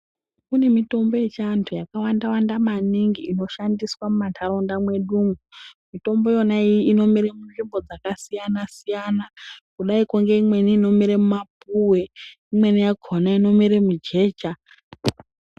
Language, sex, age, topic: Ndau, female, 18-24, health